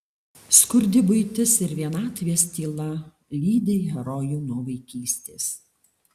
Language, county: Lithuanian, Alytus